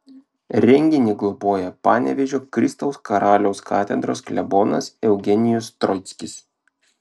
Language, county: Lithuanian, Klaipėda